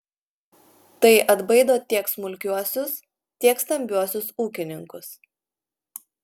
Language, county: Lithuanian, Klaipėda